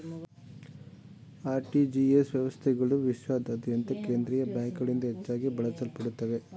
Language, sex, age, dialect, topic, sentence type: Kannada, male, 36-40, Mysore Kannada, banking, statement